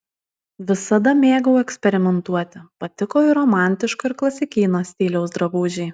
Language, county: Lithuanian, Alytus